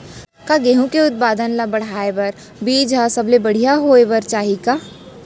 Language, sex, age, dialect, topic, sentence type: Chhattisgarhi, female, 41-45, Central, agriculture, question